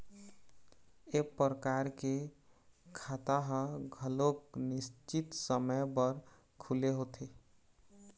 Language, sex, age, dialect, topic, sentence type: Chhattisgarhi, male, 18-24, Eastern, banking, statement